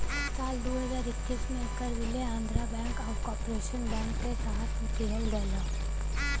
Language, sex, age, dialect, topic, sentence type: Bhojpuri, female, 18-24, Western, banking, statement